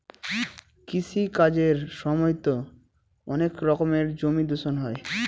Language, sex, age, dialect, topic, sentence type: Bengali, male, 18-24, Northern/Varendri, agriculture, statement